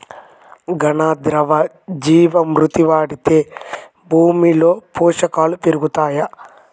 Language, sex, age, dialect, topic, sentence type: Telugu, male, 18-24, Central/Coastal, agriculture, question